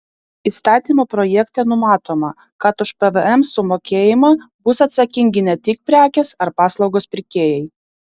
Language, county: Lithuanian, Vilnius